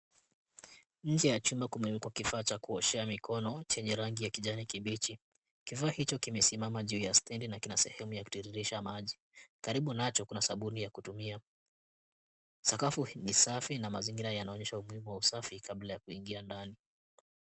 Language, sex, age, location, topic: Swahili, male, 18-24, Kisumu, health